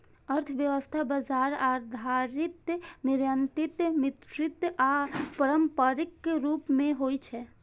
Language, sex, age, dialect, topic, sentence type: Maithili, female, 18-24, Eastern / Thethi, banking, statement